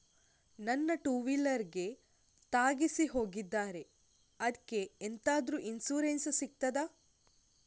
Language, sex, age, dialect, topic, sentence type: Kannada, female, 51-55, Coastal/Dakshin, banking, question